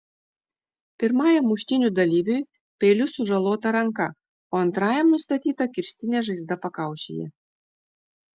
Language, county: Lithuanian, Šiauliai